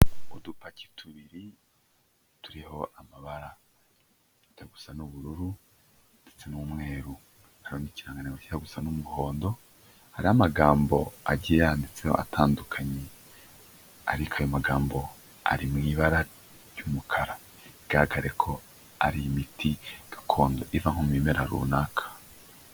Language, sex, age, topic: Kinyarwanda, male, 25-35, health